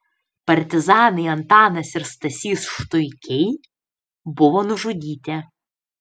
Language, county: Lithuanian, Panevėžys